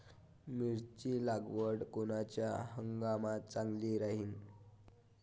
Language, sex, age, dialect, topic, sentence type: Marathi, male, 25-30, Varhadi, agriculture, question